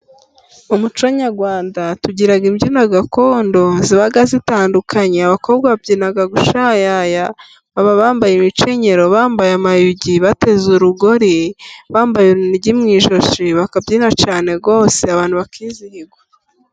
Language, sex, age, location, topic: Kinyarwanda, female, 25-35, Musanze, government